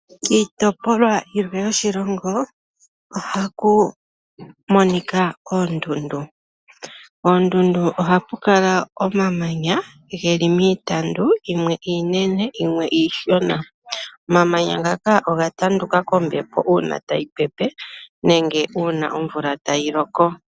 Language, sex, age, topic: Oshiwambo, female, 25-35, agriculture